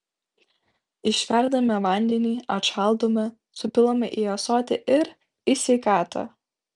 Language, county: Lithuanian, Vilnius